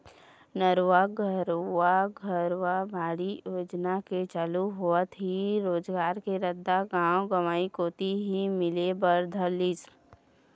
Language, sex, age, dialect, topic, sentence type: Chhattisgarhi, female, 18-24, Eastern, agriculture, statement